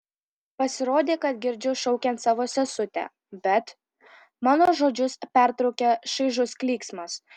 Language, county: Lithuanian, Kaunas